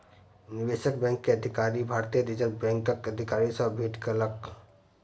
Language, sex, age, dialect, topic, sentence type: Maithili, male, 25-30, Southern/Standard, banking, statement